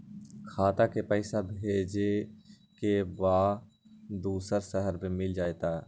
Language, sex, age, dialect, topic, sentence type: Magahi, male, 41-45, Western, banking, question